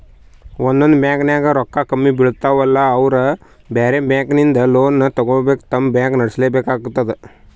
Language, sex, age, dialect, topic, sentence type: Kannada, male, 18-24, Northeastern, banking, statement